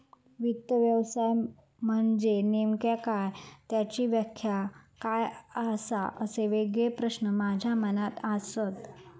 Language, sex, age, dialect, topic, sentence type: Marathi, female, 25-30, Southern Konkan, banking, statement